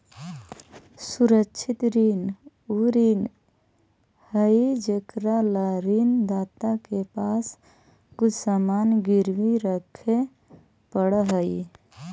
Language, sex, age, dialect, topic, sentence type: Magahi, male, 18-24, Central/Standard, banking, statement